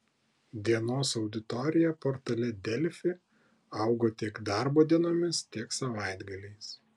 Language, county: Lithuanian, Klaipėda